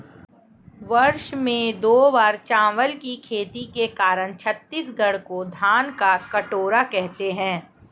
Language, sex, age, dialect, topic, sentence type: Hindi, female, 41-45, Marwari Dhudhari, agriculture, statement